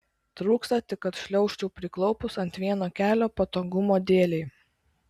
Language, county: Lithuanian, Klaipėda